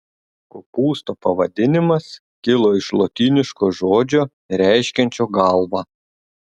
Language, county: Lithuanian, Telšiai